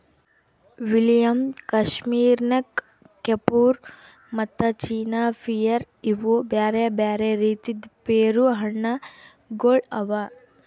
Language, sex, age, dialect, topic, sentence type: Kannada, female, 18-24, Northeastern, agriculture, statement